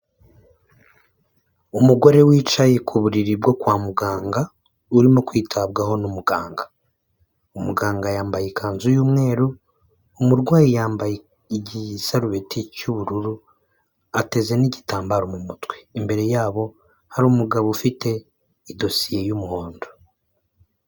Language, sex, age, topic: Kinyarwanda, male, 25-35, health